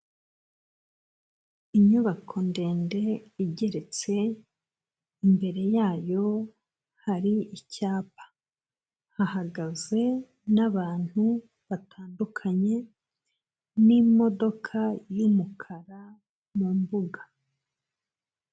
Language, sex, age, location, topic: Kinyarwanda, female, 25-35, Kigali, health